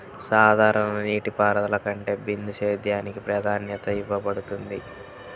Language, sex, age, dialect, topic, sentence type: Telugu, male, 31-35, Central/Coastal, agriculture, statement